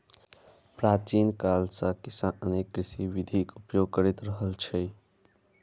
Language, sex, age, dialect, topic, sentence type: Maithili, male, 18-24, Eastern / Thethi, agriculture, statement